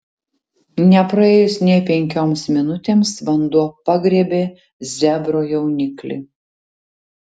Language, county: Lithuanian, Tauragė